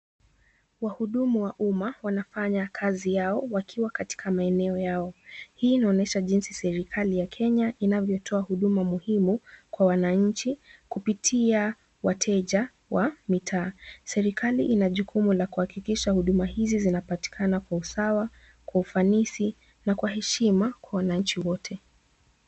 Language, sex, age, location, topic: Swahili, female, 18-24, Kisumu, government